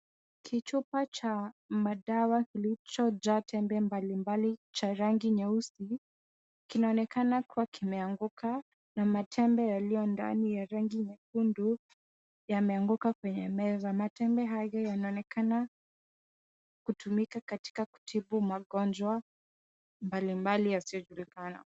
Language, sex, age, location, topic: Swahili, female, 18-24, Kisumu, health